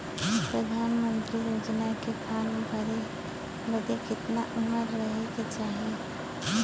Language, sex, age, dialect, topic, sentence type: Bhojpuri, female, 18-24, Western, banking, question